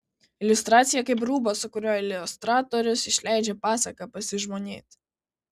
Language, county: Lithuanian, Kaunas